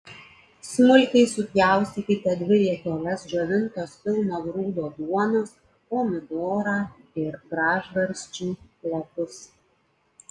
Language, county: Lithuanian, Klaipėda